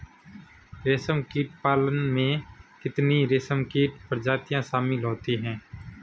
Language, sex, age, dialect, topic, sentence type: Hindi, male, 25-30, Marwari Dhudhari, agriculture, statement